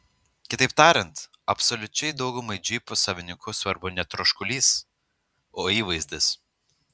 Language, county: Lithuanian, Utena